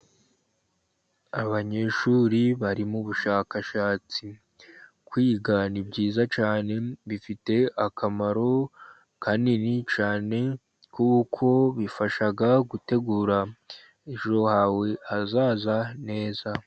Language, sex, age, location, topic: Kinyarwanda, male, 50+, Musanze, education